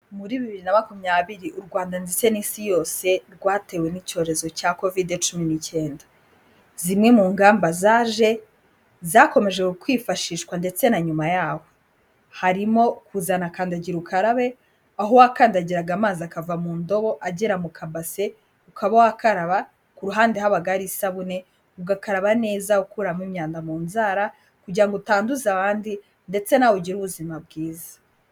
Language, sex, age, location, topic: Kinyarwanda, female, 18-24, Kigali, health